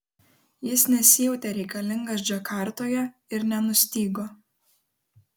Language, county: Lithuanian, Kaunas